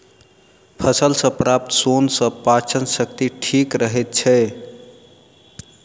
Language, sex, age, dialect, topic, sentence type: Maithili, male, 31-35, Southern/Standard, agriculture, statement